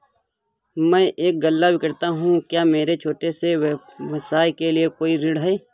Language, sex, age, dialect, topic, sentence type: Hindi, male, 25-30, Awadhi Bundeli, banking, question